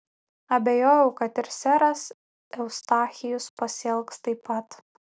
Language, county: Lithuanian, Vilnius